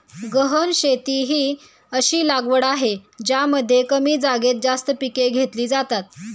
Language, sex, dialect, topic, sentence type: Marathi, female, Standard Marathi, agriculture, statement